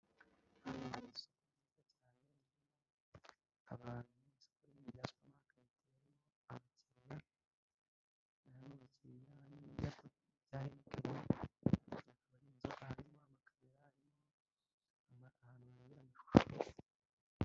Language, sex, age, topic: Kinyarwanda, female, 18-24, finance